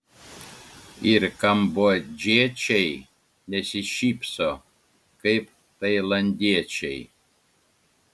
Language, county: Lithuanian, Klaipėda